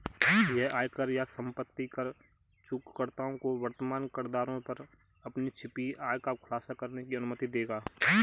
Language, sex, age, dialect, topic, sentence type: Hindi, male, 25-30, Marwari Dhudhari, banking, statement